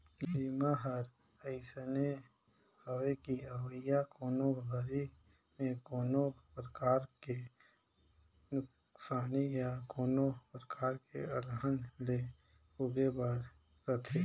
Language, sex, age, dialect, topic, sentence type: Chhattisgarhi, male, 18-24, Northern/Bhandar, banking, statement